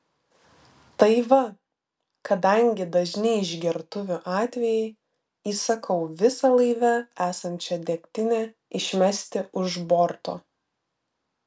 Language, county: Lithuanian, Vilnius